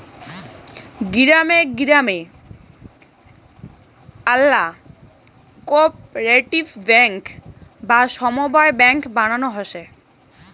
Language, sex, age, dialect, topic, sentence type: Bengali, female, 18-24, Rajbangshi, banking, statement